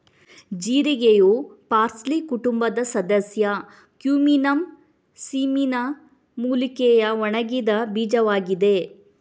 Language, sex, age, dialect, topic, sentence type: Kannada, female, 18-24, Coastal/Dakshin, agriculture, statement